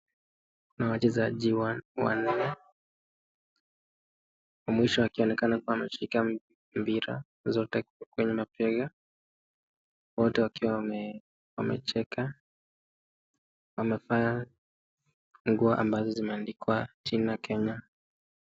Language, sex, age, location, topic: Swahili, male, 18-24, Nakuru, government